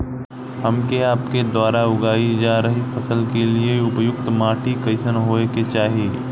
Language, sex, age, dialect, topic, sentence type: Bhojpuri, male, 18-24, Southern / Standard, agriculture, question